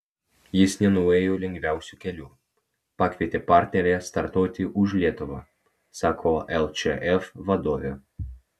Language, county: Lithuanian, Vilnius